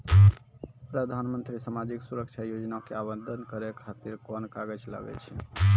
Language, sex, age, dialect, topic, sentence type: Maithili, male, 56-60, Angika, banking, question